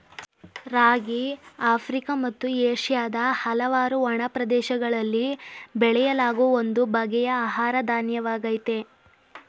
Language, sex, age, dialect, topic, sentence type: Kannada, male, 18-24, Mysore Kannada, agriculture, statement